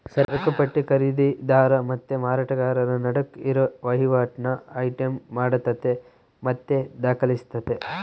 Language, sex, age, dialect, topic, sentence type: Kannada, male, 18-24, Central, banking, statement